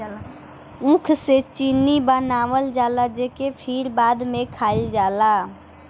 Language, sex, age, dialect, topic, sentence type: Bhojpuri, female, 18-24, Northern, agriculture, statement